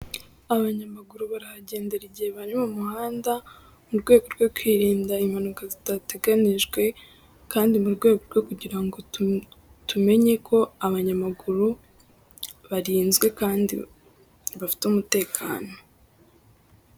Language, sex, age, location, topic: Kinyarwanda, female, 18-24, Musanze, government